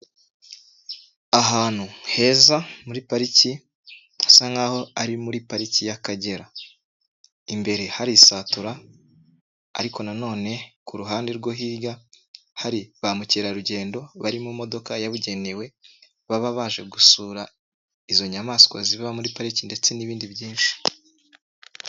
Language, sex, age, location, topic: Kinyarwanda, male, 25-35, Nyagatare, agriculture